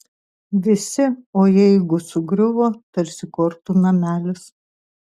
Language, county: Lithuanian, Tauragė